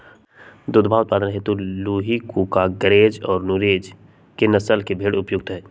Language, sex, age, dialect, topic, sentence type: Magahi, male, 18-24, Western, agriculture, statement